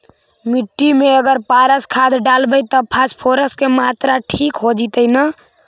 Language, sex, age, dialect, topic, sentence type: Magahi, male, 51-55, Central/Standard, agriculture, question